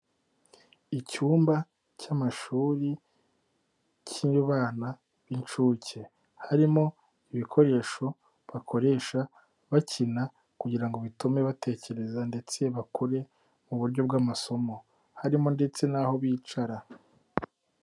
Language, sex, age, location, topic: Kinyarwanda, male, 18-24, Nyagatare, education